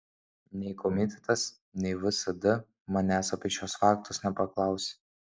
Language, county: Lithuanian, Kaunas